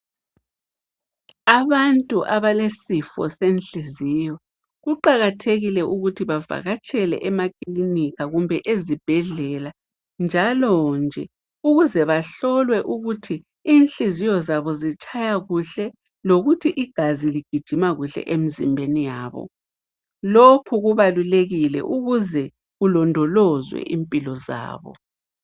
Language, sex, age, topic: North Ndebele, female, 36-49, health